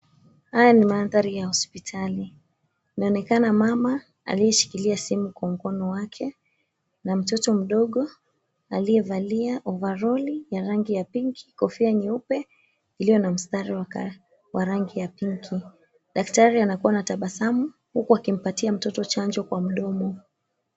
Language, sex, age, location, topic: Swahili, female, 25-35, Mombasa, health